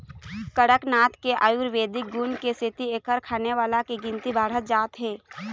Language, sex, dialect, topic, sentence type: Chhattisgarhi, female, Eastern, agriculture, statement